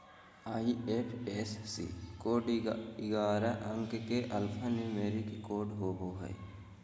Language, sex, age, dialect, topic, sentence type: Magahi, male, 25-30, Southern, banking, statement